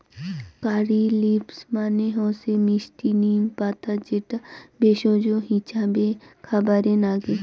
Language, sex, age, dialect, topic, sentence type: Bengali, female, 18-24, Rajbangshi, agriculture, statement